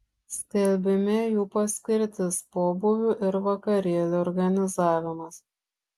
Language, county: Lithuanian, Šiauliai